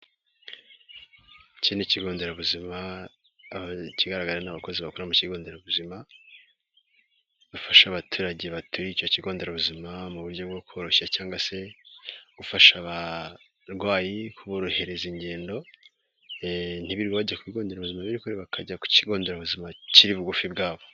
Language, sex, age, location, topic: Kinyarwanda, male, 18-24, Nyagatare, health